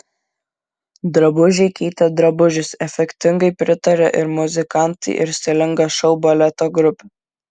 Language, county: Lithuanian, Kaunas